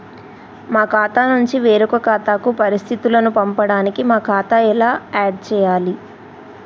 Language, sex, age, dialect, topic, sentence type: Telugu, male, 18-24, Telangana, banking, question